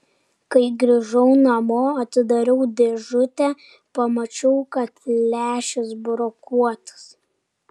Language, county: Lithuanian, Kaunas